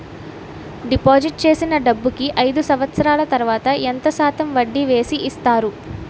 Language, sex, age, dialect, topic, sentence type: Telugu, female, 18-24, Utterandhra, banking, question